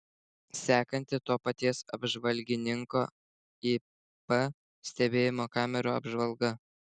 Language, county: Lithuanian, Šiauliai